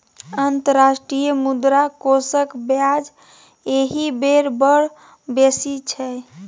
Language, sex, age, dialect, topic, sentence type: Maithili, female, 18-24, Bajjika, banking, statement